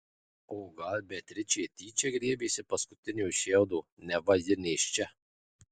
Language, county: Lithuanian, Marijampolė